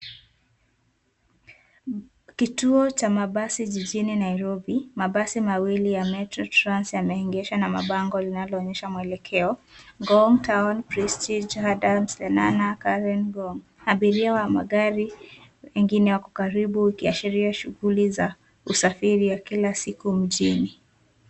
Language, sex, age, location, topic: Swahili, female, 18-24, Nairobi, government